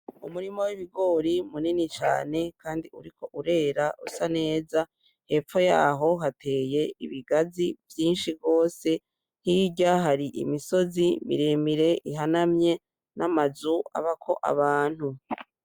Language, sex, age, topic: Rundi, female, 18-24, agriculture